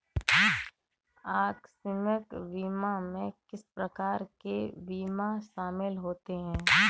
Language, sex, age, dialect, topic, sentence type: Hindi, female, 31-35, Kanauji Braj Bhasha, banking, statement